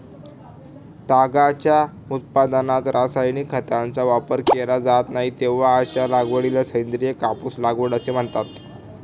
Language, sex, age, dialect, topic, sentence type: Marathi, male, 18-24, Standard Marathi, agriculture, statement